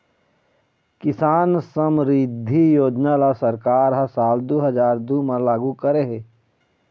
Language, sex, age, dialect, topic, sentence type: Chhattisgarhi, male, 25-30, Eastern, agriculture, statement